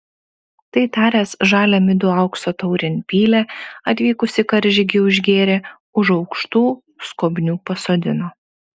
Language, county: Lithuanian, Panevėžys